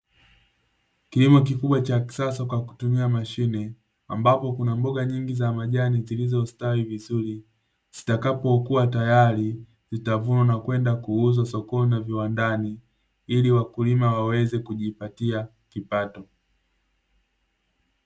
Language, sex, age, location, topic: Swahili, male, 25-35, Dar es Salaam, agriculture